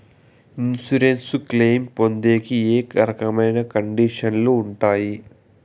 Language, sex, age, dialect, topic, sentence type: Telugu, male, 18-24, Southern, banking, question